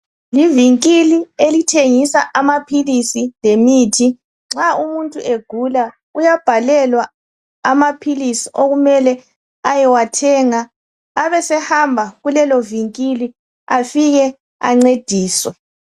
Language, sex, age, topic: North Ndebele, female, 36-49, health